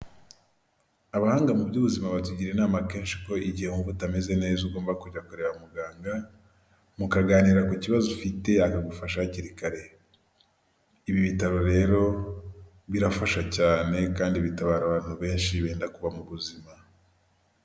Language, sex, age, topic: Kinyarwanda, male, 18-24, government